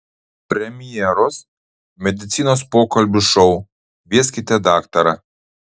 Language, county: Lithuanian, Utena